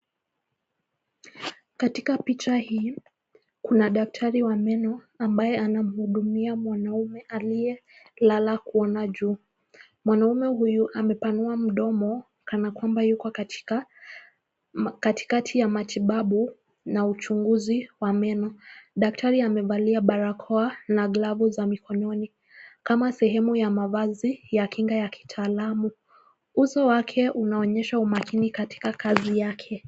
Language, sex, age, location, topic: Swahili, female, 18-24, Nakuru, health